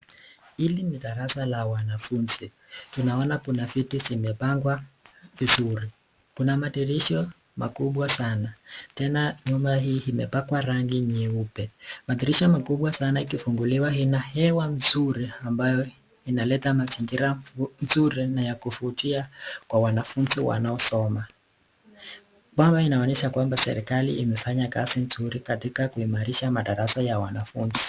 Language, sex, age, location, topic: Swahili, male, 18-24, Nakuru, education